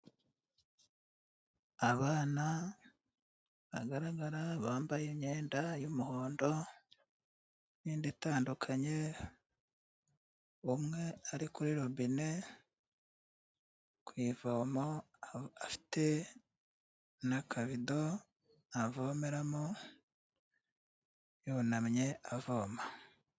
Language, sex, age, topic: Kinyarwanda, male, 36-49, health